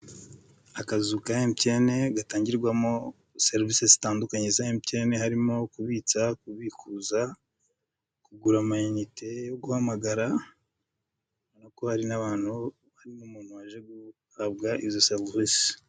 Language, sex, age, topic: Kinyarwanda, male, 25-35, finance